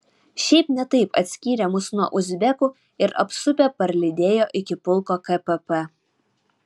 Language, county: Lithuanian, Utena